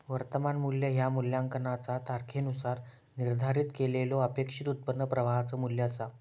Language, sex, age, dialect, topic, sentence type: Marathi, male, 18-24, Southern Konkan, banking, statement